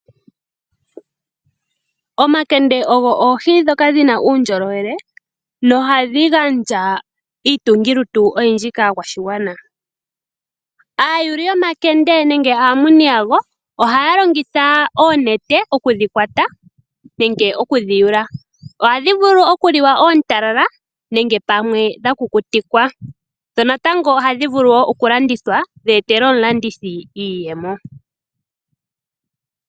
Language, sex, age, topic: Oshiwambo, female, 18-24, agriculture